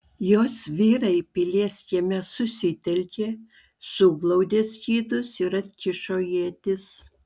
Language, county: Lithuanian, Klaipėda